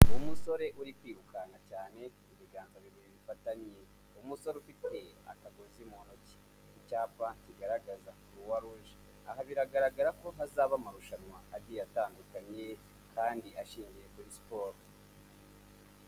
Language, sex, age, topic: Kinyarwanda, male, 25-35, health